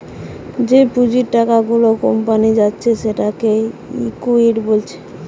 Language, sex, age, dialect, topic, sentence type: Bengali, female, 18-24, Western, banking, statement